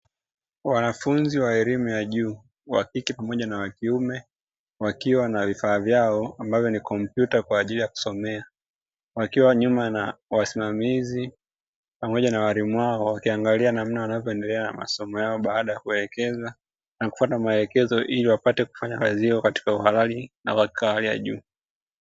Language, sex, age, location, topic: Swahili, male, 25-35, Dar es Salaam, education